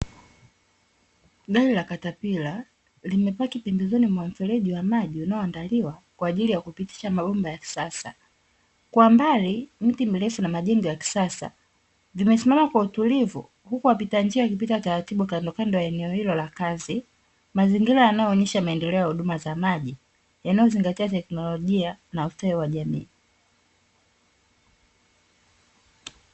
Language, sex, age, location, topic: Swahili, female, 25-35, Dar es Salaam, government